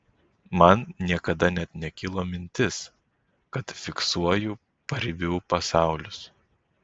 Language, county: Lithuanian, Vilnius